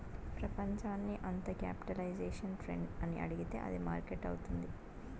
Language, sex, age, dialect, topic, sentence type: Telugu, female, 18-24, Southern, banking, statement